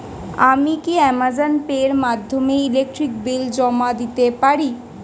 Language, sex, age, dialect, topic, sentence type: Bengali, female, 25-30, Standard Colloquial, banking, question